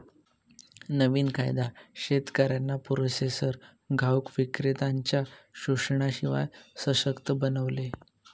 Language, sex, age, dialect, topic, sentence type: Marathi, male, 18-24, Northern Konkan, agriculture, statement